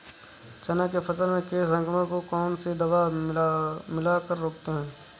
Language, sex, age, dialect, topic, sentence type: Hindi, male, 31-35, Awadhi Bundeli, agriculture, question